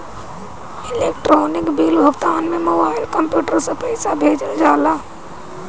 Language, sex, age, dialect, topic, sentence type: Bhojpuri, female, 18-24, Northern, banking, statement